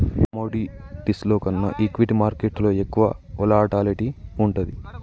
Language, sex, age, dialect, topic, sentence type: Telugu, male, 18-24, Telangana, banking, statement